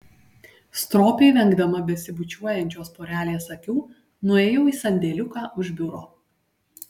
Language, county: Lithuanian, Panevėžys